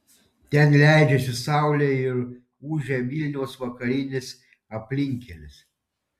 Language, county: Lithuanian, Panevėžys